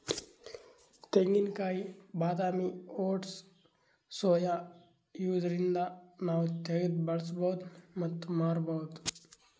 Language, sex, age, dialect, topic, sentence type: Kannada, male, 18-24, Northeastern, agriculture, statement